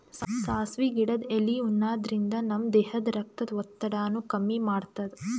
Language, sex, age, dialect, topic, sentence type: Kannada, female, 18-24, Northeastern, agriculture, statement